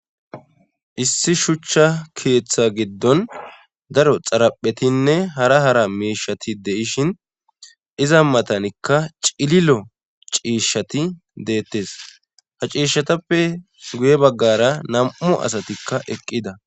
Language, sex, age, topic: Gamo, male, 18-24, government